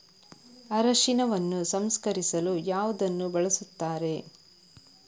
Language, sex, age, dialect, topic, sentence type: Kannada, female, 31-35, Coastal/Dakshin, agriculture, question